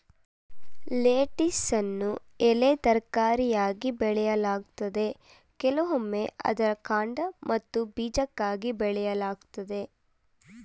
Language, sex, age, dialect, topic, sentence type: Kannada, female, 18-24, Mysore Kannada, agriculture, statement